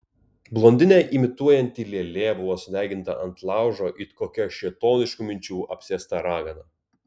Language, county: Lithuanian, Kaunas